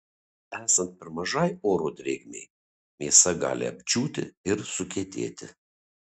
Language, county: Lithuanian, Kaunas